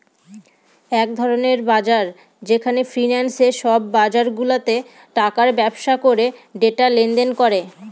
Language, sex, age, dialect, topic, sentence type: Bengali, female, 18-24, Northern/Varendri, banking, statement